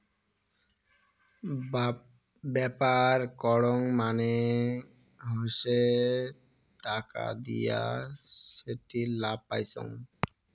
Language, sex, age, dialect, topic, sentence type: Bengali, male, 60-100, Rajbangshi, banking, statement